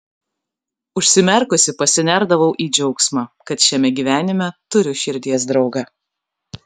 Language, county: Lithuanian, Kaunas